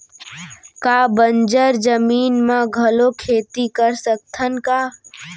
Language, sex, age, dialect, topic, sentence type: Chhattisgarhi, female, 18-24, Central, agriculture, question